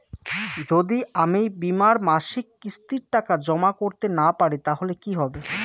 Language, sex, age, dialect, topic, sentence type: Bengali, male, 25-30, Rajbangshi, banking, question